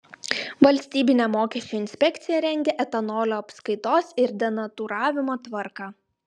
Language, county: Lithuanian, Klaipėda